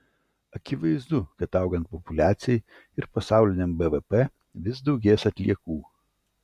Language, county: Lithuanian, Vilnius